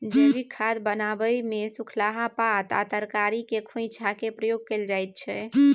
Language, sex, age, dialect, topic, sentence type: Maithili, female, 18-24, Bajjika, agriculture, statement